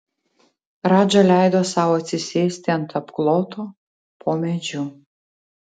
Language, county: Lithuanian, Tauragė